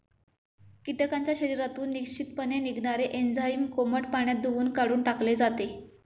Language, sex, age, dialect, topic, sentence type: Marathi, female, 25-30, Standard Marathi, agriculture, statement